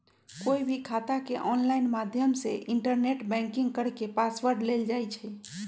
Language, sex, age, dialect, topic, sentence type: Magahi, male, 18-24, Western, banking, statement